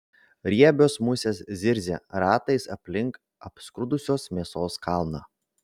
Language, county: Lithuanian, Vilnius